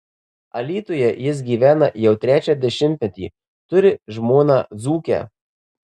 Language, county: Lithuanian, Marijampolė